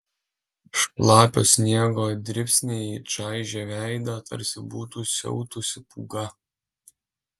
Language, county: Lithuanian, Alytus